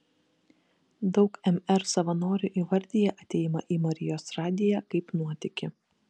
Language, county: Lithuanian, Kaunas